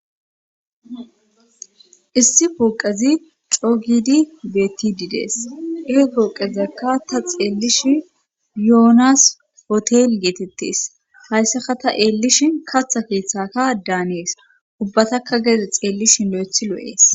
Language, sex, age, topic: Gamo, female, 18-24, government